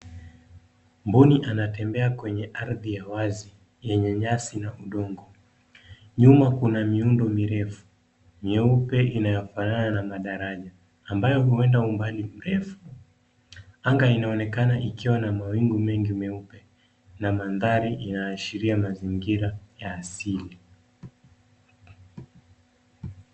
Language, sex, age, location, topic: Swahili, male, 25-35, Nairobi, government